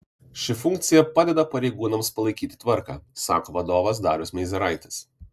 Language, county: Lithuanian, Vilnius